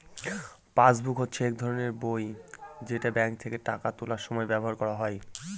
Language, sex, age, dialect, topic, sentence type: Bengali, male, 25-30, Northern/Varendri, banking, statement